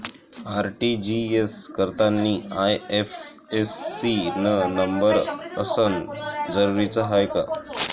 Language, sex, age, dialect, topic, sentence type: Marathi, male, 18-24, Varhadi, banking, question